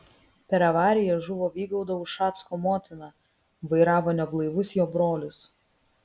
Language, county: Lithuanian, Kaunas